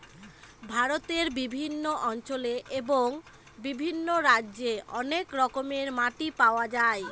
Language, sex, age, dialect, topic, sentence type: Bengali, female, 25-30, Northern/Varendri, agriculture, statement